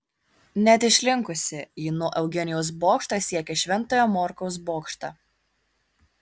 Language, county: Lithuanian, Kaunas